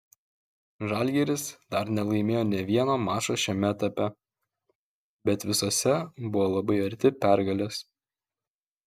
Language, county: Lithuanian, Kaunas